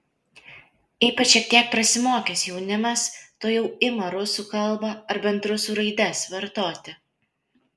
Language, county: Lithuanian, Kaunas